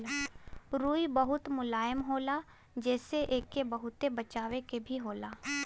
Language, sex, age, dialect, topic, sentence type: Bhojpuri, female, 18-24, Western, agriculture, statement